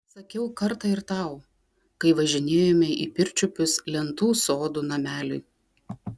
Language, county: Lithuanian, Klaipėda